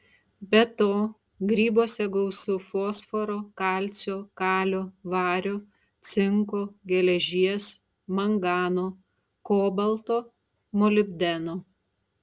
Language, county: Lithuanian, Tauragė